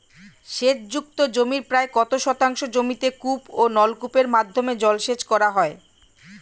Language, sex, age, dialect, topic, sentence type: Bengali, female, 41-45, Standard Colloquial, agriculture, question